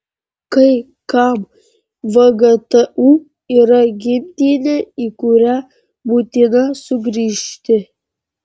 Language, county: Lithuanian, Panevėžys